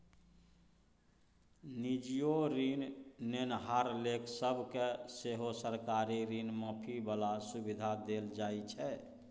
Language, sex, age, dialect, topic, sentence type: Maithili, male, 46-50, Bajjika, banking, statement